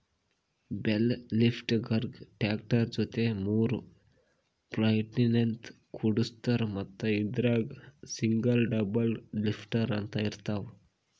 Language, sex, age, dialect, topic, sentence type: Kannada, male, 41-45, Northeastern, agriculture, statement